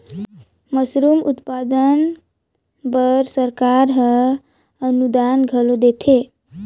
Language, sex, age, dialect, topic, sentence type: Chhattisgarhi, male, 18-24, Northern/Bhandar, agriculture, statement